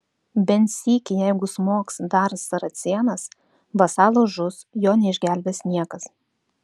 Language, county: Lithuanian, Klaipėda